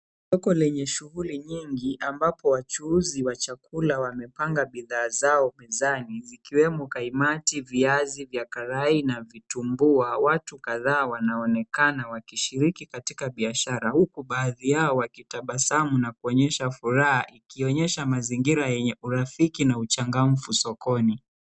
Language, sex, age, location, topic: Swahili, male, 25-35, Mombasa, agriculture